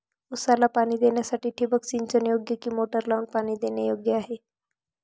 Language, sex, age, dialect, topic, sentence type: Marathi, male, 18-24, Northern Konkan, agriculture, question